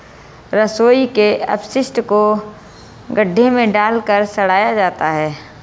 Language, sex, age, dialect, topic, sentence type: Hindi, female, 36-40, Marwari Dhudhari, agriculture, statement